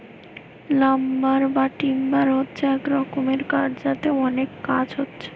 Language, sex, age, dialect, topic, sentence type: Bengali, female, 18-24, Western, agriculture, statement